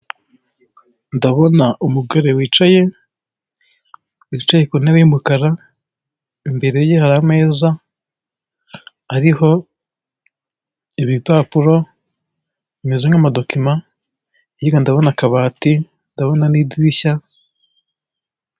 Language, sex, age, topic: Kinyarwanda, male, 18-24, finance